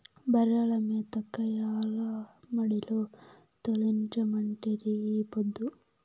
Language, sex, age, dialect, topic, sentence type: Telugu, female, 18-24, Southern, agriculture, statement